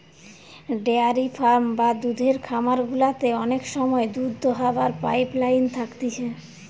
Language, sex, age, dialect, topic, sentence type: Bengali, female, 25-30, Western, agriculture, statement